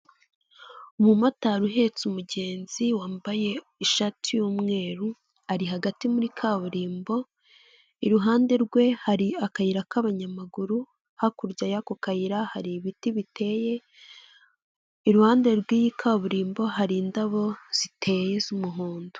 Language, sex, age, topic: Kinyarwanda, female, 25-35, government